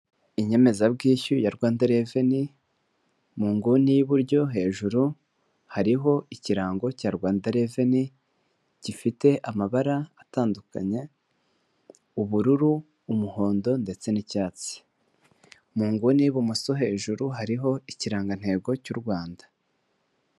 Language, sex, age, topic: Kinyarwanda, male, 25-35, finance